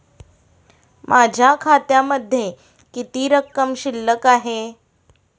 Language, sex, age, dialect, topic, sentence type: Marathi, female, 36-40, Standard Marathi, banking, question